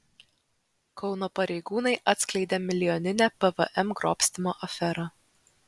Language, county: Lithuanian, Vilnius